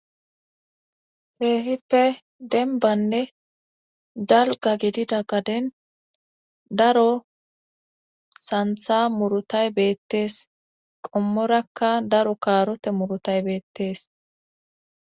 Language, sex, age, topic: Gamo, female, 18-24, government